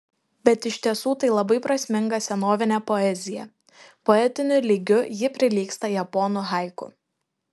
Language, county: Lithuanian, Šiauliai